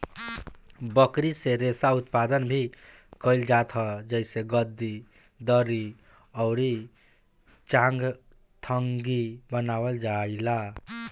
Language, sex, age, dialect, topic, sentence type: Bhojpuri, male, 60-100, Northern, agriculture, statement